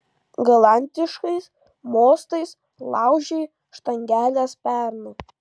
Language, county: Lithuanian, Kaunas